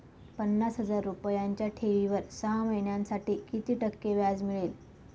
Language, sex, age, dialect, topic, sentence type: Marathi, female, 25-30, Northern Konkan, banking, question